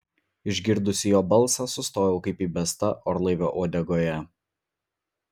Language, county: Lithuanian, Vilnius